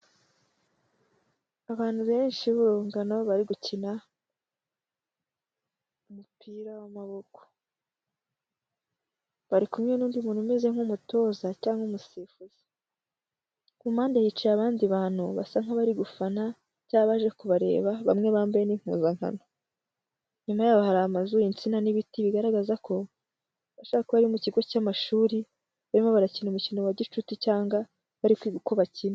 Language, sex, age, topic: Kinyarwanda, male, 18-24, education